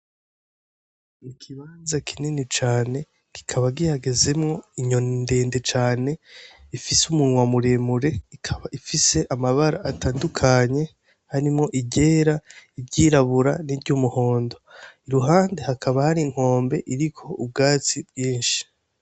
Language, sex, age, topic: Rundi, female, 18-24, agriculture